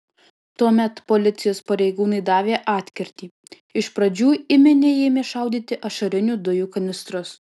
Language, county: Lithuanian, Alytus